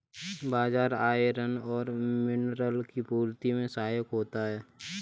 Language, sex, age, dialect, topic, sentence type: Hindi, male, 18-24, Kanauji Braj Bhasha, agriculture, statement